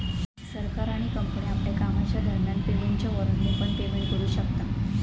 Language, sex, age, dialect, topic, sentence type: Marathi, female, 25-30, Southern Konkan, banking, statement